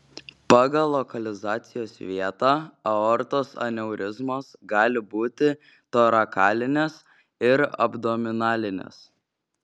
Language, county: Lithuanian, Šiauliai